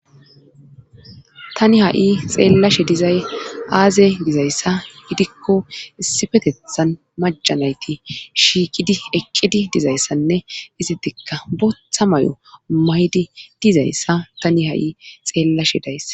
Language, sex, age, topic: Gamo, female, 25-35, government